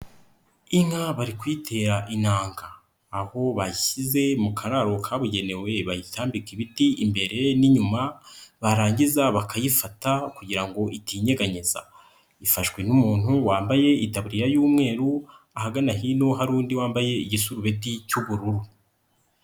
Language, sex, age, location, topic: Kinyarwanda, male, 25-35, Nyagatare, agriculture